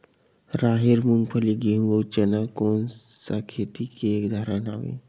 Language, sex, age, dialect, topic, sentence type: Chhattisgarhi, male, 46-50, Western/Budati/Khatahi, agriculture, question